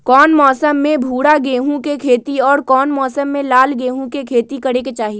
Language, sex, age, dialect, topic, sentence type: Magahi, female, 18-24, Western, agriculture, question